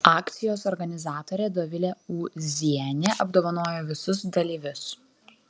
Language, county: Lithuanian, Vilnius